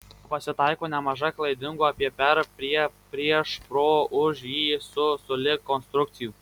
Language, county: Lithuanian, Marijampolė